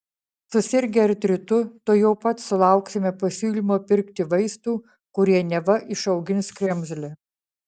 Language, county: Lithuanian, Vilnius